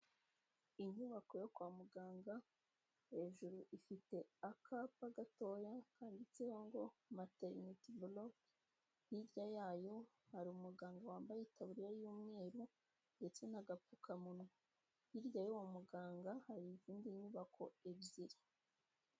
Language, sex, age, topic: Kinyarwanda, female, 18-24, health